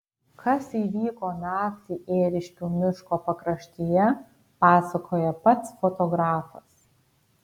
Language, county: Lithuanian, Kaunas